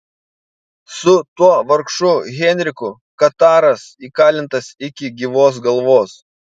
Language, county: Lithuanian, Panevėžys